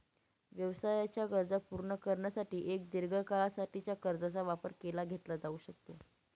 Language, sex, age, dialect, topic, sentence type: Marathi, female, 18-24, Northern Konkan, banking, statement